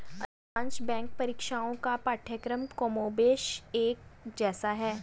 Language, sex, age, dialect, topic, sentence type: Hindi, male, 18-24, Hindustani Malvi Khadi Boli, banking, statement